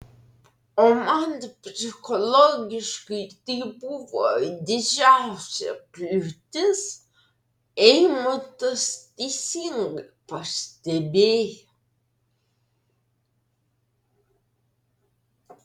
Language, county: Lithuanian, Vilnius